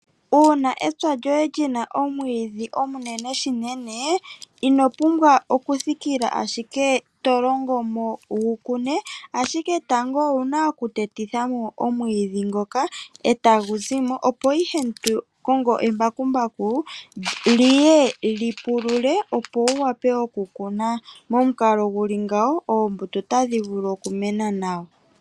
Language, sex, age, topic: Oshiwambo, female, 25-35, agriculture